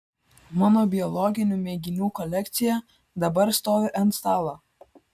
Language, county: Lithuanian, Kaunas